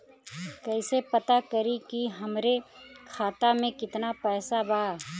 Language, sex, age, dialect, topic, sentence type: Bhojpuri, female, 31-35, Western, banking, question